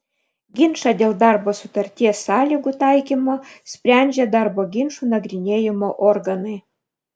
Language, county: Lithuanian, Vilnius